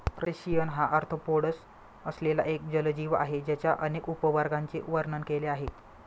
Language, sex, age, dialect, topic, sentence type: Marathi, male, 25-30, Standard Marathi, agriculture, statement